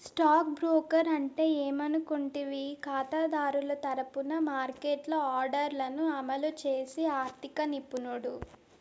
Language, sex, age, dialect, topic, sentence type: Telugu, female, 18-24, Southern, banking, statement